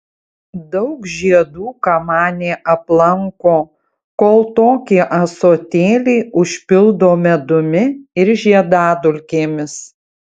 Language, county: Lithuanian, Utena